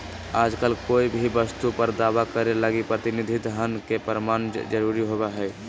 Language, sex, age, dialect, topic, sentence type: Magahi, male, 18-24, Southern, banking, statement